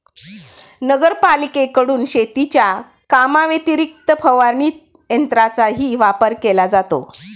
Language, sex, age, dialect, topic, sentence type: Marathi, female, 36-40, Standard Marathi, agriculture, statement